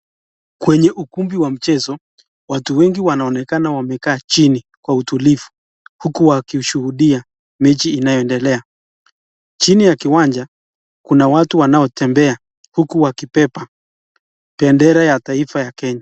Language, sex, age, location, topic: Swahili, male, 25-35, Nakuru, government